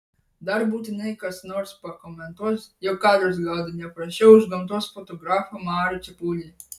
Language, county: Lithuanian, Vilnius